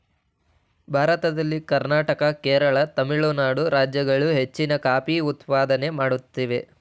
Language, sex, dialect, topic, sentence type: Kannada, male, Mysore Kannada, agriculture, statement